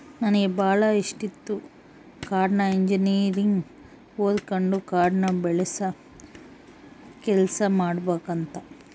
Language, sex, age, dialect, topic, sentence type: Kannada, female, 31-35, Central, agriculture, statement